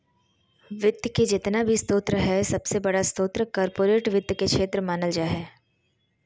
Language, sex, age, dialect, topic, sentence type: Magahi, female, 31-35, Southern, banking, statement